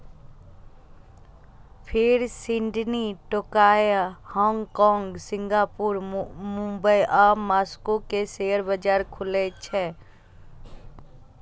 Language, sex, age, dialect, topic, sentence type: Maithili, female, 25-30, Eastern / Thethi, banking, statement